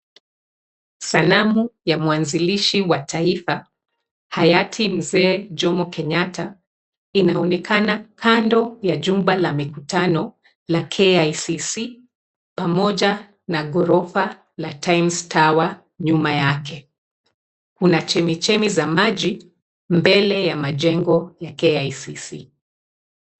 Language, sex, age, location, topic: Swahili, female, 36-49, Nairobi, government